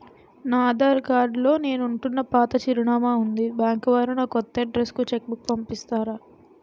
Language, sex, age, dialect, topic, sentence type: Telugu, female, 18-24, Utterandhra, banking, question